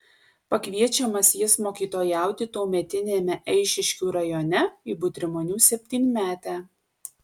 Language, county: Lithuanian, Alytus